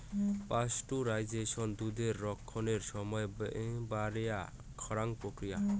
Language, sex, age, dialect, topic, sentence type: Bengali, male, 18-24, Rajbangshi, agriculture, statement